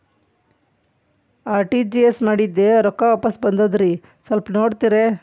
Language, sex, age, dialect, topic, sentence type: Kannada, female, 41-45, Dharwad Kannada, banking, question